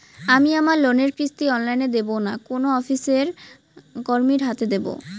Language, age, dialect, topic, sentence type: Bengali, 25-30, Rajbangshi, banking, question